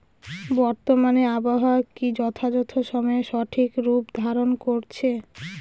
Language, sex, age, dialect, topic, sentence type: Bengali, female, 25-30, Northern/Varendri, agriculture, question